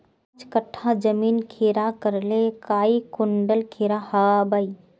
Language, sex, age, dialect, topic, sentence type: Magahi, female, 18-24, Northeastern/Surjapuri, agriculture, question